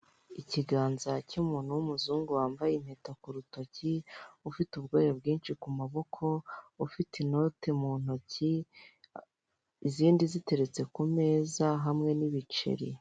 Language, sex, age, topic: Kinyarwanda, female, 18-24, finance